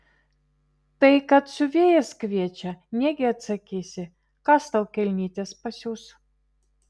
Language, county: Lithuanian, Vilnius